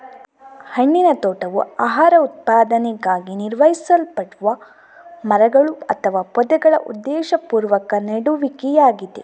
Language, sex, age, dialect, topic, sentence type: Kannada, female, 18-24, Coastal/Dakshin, agriculture, statement